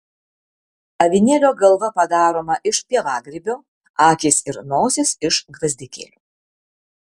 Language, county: Lithuanian, Vilnius